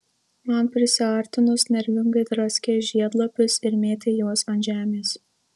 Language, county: Lithuanian, Marijampolė